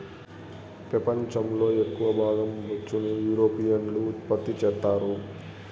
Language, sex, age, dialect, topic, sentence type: Telugu, male, 31-35, Southern, agriculture, statement